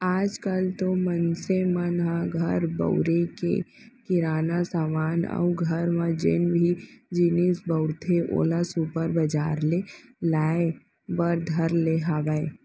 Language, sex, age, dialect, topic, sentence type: Chhattisgarhi, female, 18-24, Central, banking, statement